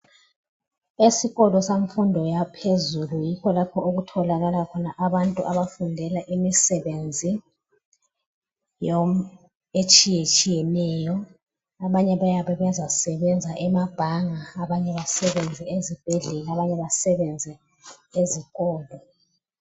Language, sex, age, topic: North Ndebele, female, 36-49, education